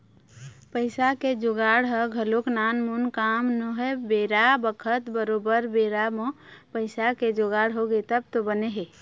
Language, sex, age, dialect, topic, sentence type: Chhattisgarhi, female, 25-30, Eastern, banking, statement